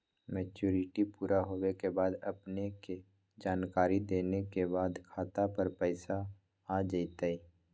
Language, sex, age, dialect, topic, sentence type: Magahi, male, 18-24, Western, banking, question